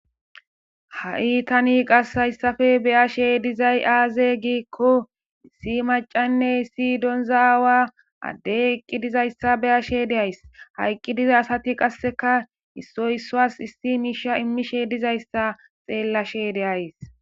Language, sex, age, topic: Gamo, female, 25-35, government